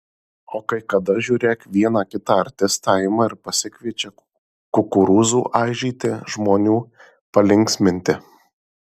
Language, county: Lithuanian, Marijampolė